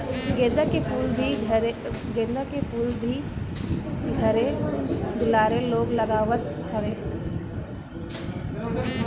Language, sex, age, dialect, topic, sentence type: Bhojpuri, female, 18-24, Northern, agriculture, statement